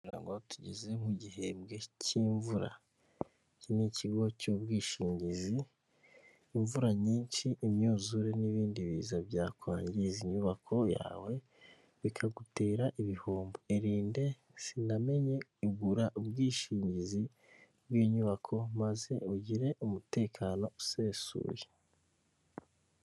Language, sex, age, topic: Kinyarwanda, male, 25-35, finance